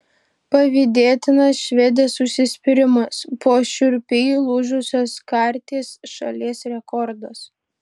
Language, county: Lithuanian, Šiauliai